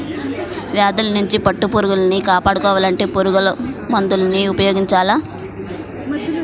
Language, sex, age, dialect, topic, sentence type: Telugu, female, 18-24, Central/Coastal, agriculture, statement